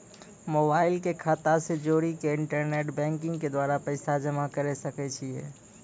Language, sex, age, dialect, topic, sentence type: Maithili, male, 56-60, Angika, banking, question